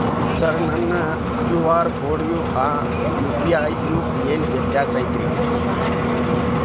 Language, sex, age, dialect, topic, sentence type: Kannada, male, 36-40, Dharwad Kannada, banking, question